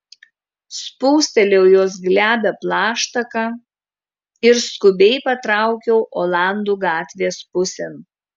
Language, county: Lithuanian, Kaunas